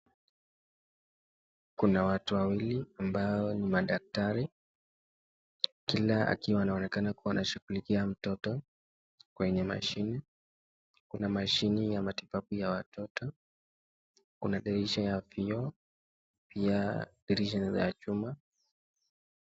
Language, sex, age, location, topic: Swahili, male, 18-24, Nakuru, health